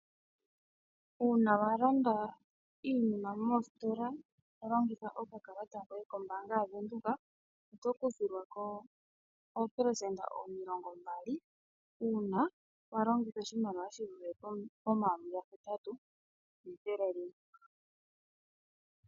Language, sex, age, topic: Oshiwambo, female, 25-35, finance